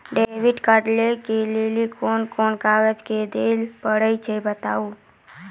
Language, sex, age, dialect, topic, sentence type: Maithili, female, 18-24, Angika, banking, question